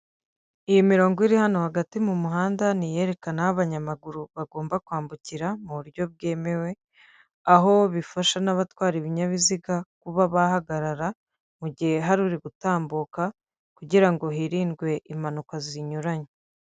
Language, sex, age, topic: Kinyarwanda, female, 25-35, government